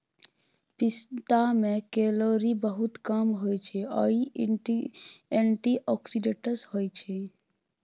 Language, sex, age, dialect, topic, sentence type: Maithili, female, 18-24, Bajjika, agriculture, statement